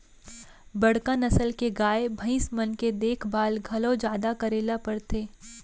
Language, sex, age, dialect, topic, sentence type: Chhattisgarhi, female, 18-24, Central, agriculture, statement